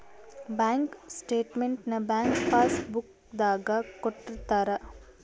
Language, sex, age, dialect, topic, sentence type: Kannada, female, 36-40, Central, banking, statement